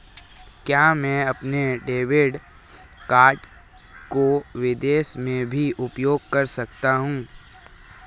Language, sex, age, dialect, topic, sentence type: Hindi, male, 18-24, Marwari Dhudhari, banking, question